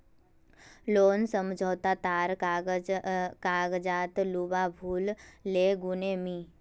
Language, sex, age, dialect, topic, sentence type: Magahi, female, 18-24, Northeastern/Surjapuri, banking, statement